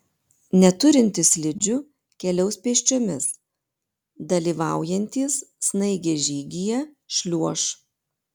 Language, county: Lithuanian, Panevėžys